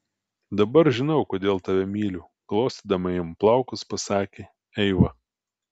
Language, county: Lithuanian, Telšiai